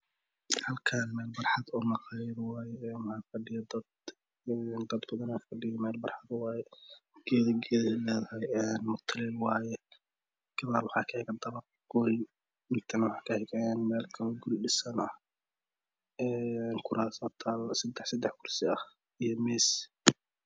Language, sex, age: Somali, male, 18-24